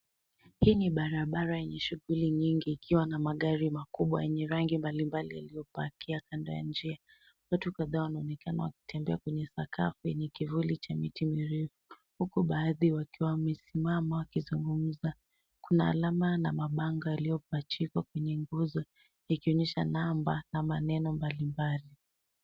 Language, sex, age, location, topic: Swahili, female, 18-24, Nairobi, government